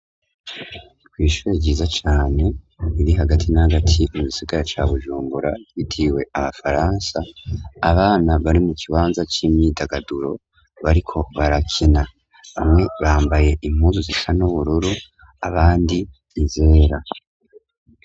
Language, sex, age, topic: Rundi, male, 18-24, education